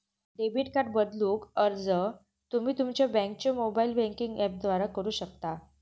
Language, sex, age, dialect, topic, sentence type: Marathi, female, 18-24, Southern Konkan, banking, statement